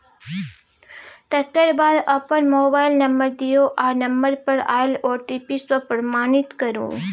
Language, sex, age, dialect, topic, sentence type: Maithili, female, 25-30, Bajjika, banking, statement